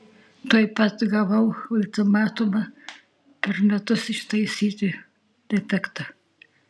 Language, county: Lithuanian, Tauragė